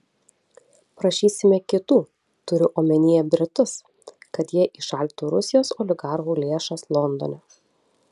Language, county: Lithuanian, Telšiai